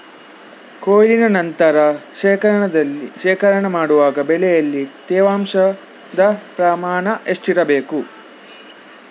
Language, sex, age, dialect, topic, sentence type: Kannada, male, 18-24, Coastal/Dakshin, agriculture, question